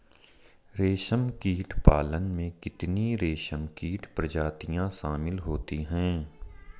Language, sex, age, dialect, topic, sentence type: Hindi, male, 31-35, Marwari Dhudhari, agriculture, statement